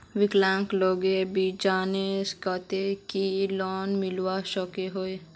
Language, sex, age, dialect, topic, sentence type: Magahi, female, 41-45, Northeastern/Surjapuri, banking, question